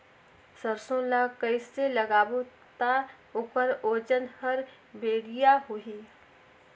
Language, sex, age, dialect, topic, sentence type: Chhattisgarhi, female, 36-40, Northern/Bhandar, agriculture, question